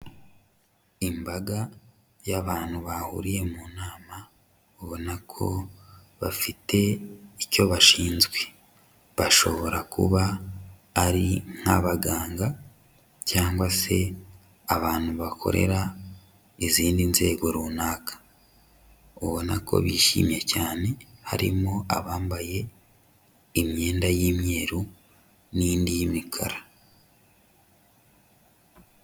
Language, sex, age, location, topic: Kinyarwanda, male, 25-35, Huye, health